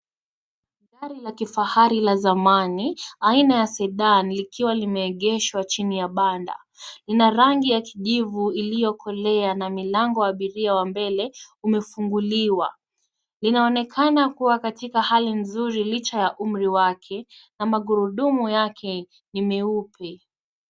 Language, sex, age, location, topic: Swahili, female, 18-24, Nairobi, finance